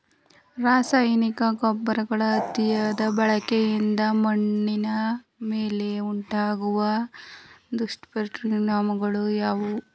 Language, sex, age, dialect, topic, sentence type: Kannada, female, 18-24, Mysore Kannada, agriculture, question